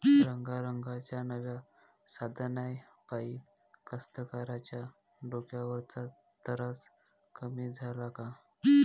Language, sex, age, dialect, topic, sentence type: Marathi, male, 25-30, Varhadi, agriculture, question